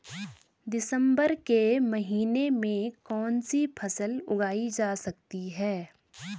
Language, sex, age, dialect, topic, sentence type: Hindi, female, 25-30, Garhwali, agriculture, question